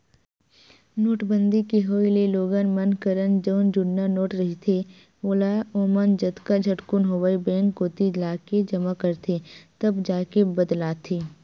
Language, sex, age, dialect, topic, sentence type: Chhattisgarhi, female, 18-24, Western/Budati/Khatahi, banking, statement